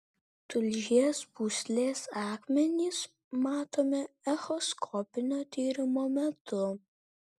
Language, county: Lithuanian, Kaunas